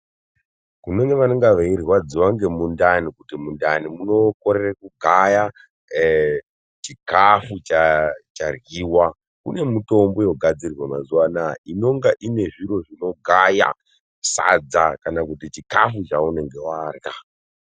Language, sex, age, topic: Ndau, male, 18-24, health